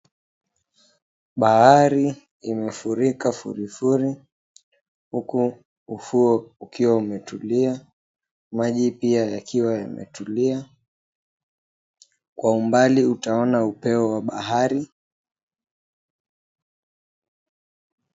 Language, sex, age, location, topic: Swahili, male, 25-35, Mombasa, government